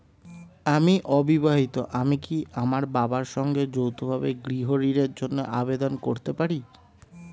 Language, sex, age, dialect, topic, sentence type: Bengali, male, 25-30, Standard Colloquial, banking, question